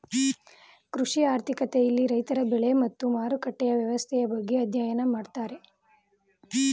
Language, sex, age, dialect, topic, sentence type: Kannada, female, 18-24, Mysore Kannada, banking, statement